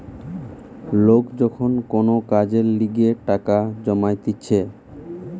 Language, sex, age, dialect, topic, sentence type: Bengali, male, 18-24, Western, banking, statement